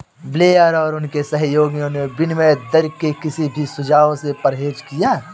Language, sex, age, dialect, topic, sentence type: Hindi, male, 25-30, Awadhi Bundeli, banking, statement